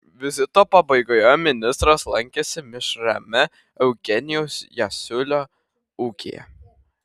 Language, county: Lithuanian, Šiauliai